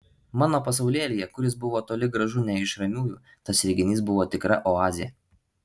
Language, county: Lithuanian, Alytus